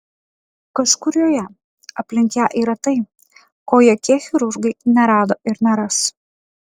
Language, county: Lithuanian, Kaunas